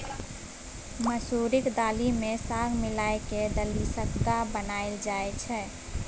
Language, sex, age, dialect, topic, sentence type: Maithili, female, 18-24, Bajjika, agriculture, statement